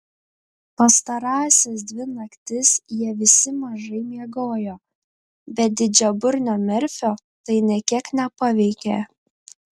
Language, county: Lithuanian, Panevėžys